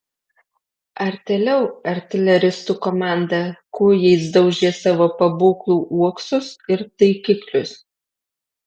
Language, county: Lithuanian, Alytus